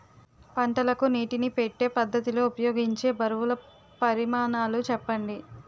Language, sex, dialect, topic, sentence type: Telugu, female, Utterandhra, agriculture, question